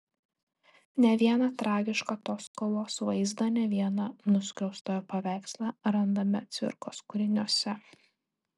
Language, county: Lithuanian, Telšiai